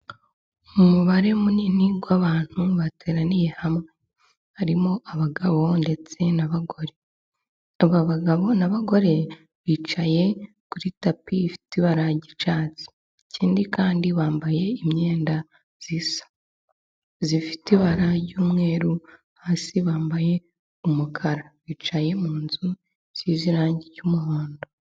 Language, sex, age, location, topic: Kinyarwanda, female, 18-24, Musanze, finance